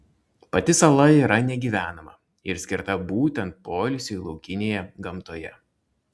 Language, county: Lithuanian, Klaipėda